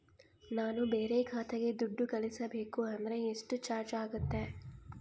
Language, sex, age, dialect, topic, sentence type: Kannada, female, 18-24, Central, banking, question